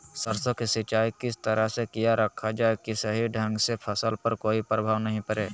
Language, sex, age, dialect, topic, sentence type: Magahi, male, 25-30, Southern, agriculture, question